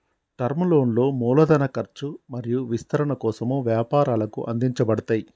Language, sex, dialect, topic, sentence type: Telugu, male, Telangana, banking, statement